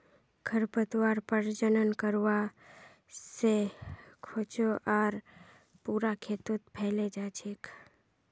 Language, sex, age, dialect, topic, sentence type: Magahi, female, 31-35, Northeastern/Surjapuri, agriculture, statement